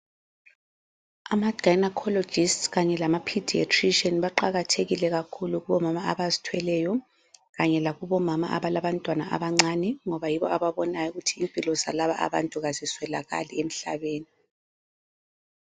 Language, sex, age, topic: North Ndebele, female, 36-49, health